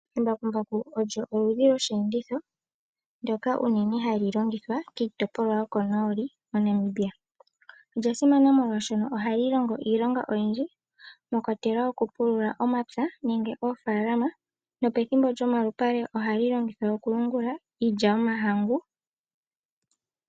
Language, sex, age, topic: Oshiwambo, female, 18-24, agriculture